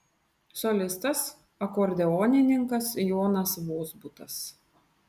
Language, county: Lithuanian, Vilnius